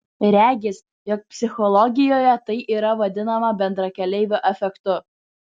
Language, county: Lithuanian, Vilnius